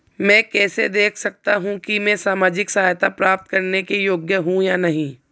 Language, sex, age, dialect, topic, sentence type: Hindi, female, 18-24, Marwari Dhudhari, banking, question